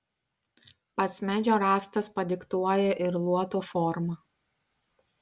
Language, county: Lithuanian, Vilnius